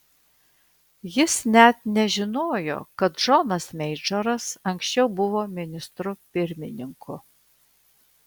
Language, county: Lithuanian, Vilnius